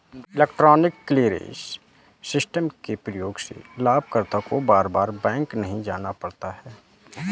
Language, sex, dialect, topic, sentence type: Hindi, male, Kanauji Braj Bhasha, banking, statement